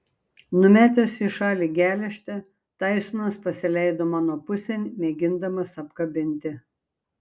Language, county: Lithuanian, Šiauliai